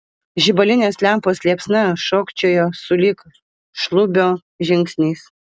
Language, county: Lithuanian, Vilnius